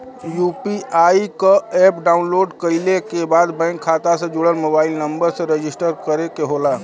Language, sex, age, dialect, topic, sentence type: Bhojpuri, male, 36-40, Western, banking, statement